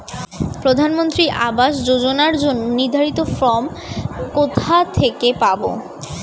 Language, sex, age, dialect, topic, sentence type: Bengali, female, 36-40, Standard Colloquial, banking, question